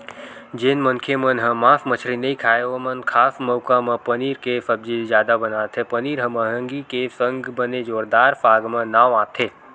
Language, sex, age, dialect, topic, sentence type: Chhattisgarhi, male, 18-24, Western/Budati/Khatahi, agriculture, statement